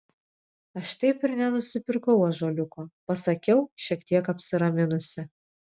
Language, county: Lithuanian, Vilnius